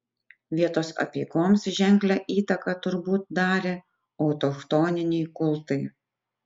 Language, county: Lithuanian, Utena